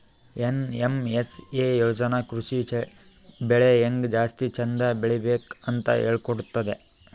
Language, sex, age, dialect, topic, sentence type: Kannada, male, 25-30, Northeastern, agriculture, statement